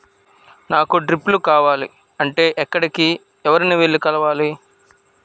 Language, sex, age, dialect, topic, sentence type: Telugu, male, 25-30, Central/Coastal, agriculture, question